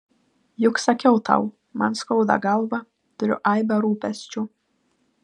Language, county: Lithuanian, Vilnius